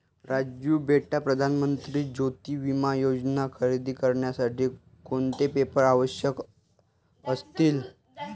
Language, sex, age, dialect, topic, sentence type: Marathi, male, 18-24, Varhadi, banking, statement